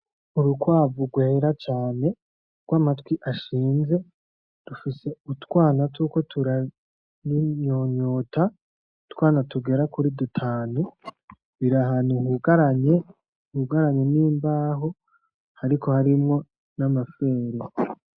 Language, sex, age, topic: Rundi, male, 18-24, agriculture